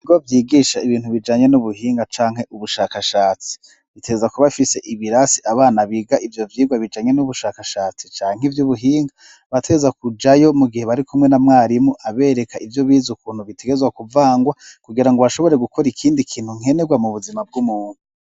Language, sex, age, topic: Rundi, male, 36-49, education